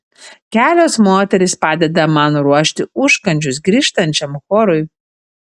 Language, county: Lithuanian, Panevėžys